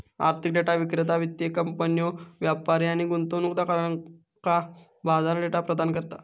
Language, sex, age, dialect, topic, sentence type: Marathi, male, 25-30, Southern Konkan, banking, statement